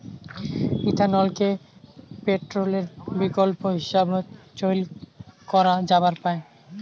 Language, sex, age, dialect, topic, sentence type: Bengali, male, 18-24, Rajbangshi, agriculture, statement